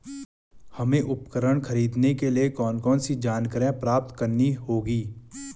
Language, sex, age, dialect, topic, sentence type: Hindi, male, 18-24, Garhwali, agriculture, question